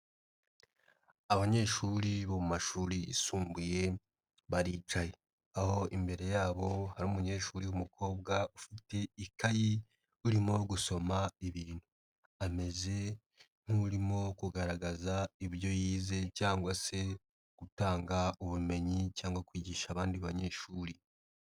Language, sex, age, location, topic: Kinyarwanda, male, 25-35, Nyagatare, education